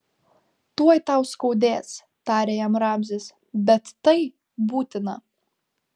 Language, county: Lithuanian, Vilnius